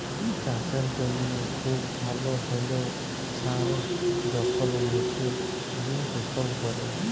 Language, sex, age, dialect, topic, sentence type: Bengali, male, 25-30, Jharkhandi, agriculture, statement